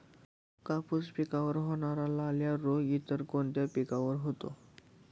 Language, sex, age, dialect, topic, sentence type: Marathi, male, 18-24, Standard Marathi, agriculture, question